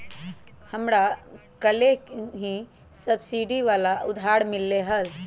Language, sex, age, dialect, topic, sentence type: Magahi, female, 25-30, Western, banking, statement